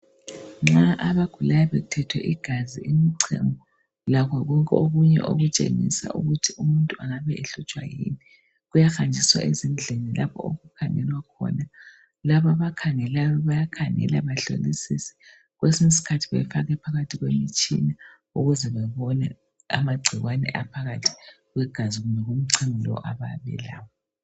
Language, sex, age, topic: North Ndebele, female, 25-35, health